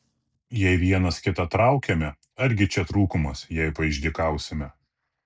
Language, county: Lithuanian, Kaunas